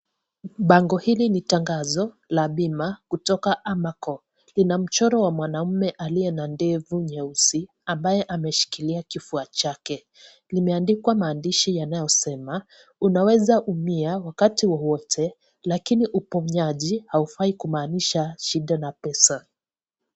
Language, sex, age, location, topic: Swahili, female, 25-35, Kisii, finance